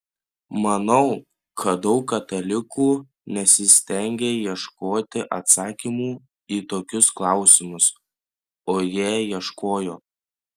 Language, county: Lithuanian, Panevėžys